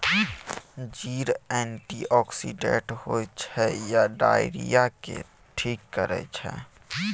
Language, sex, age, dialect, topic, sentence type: Maithili, male, 18-24, Bajjika, agriculture, statement